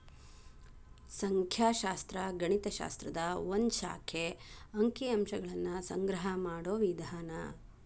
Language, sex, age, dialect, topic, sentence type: Kannada, female, 56-60, Dharwad Kannada, banking, statement